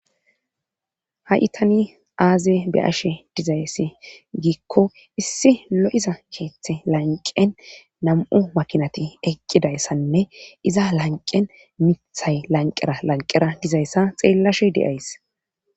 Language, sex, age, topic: Gamo, female, 25-35, government